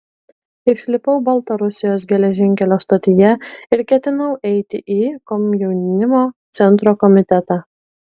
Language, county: Lithuanian, Kaunas